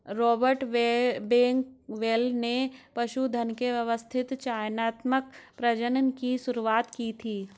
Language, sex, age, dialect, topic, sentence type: Hindi, female, 60-100, Hindustani Malvi Khadi Boli, agriculture, statement